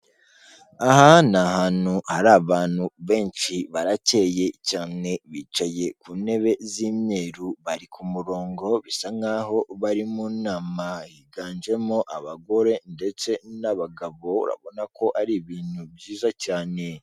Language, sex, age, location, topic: Kinyarwanda, female, 18-24, Kigali, government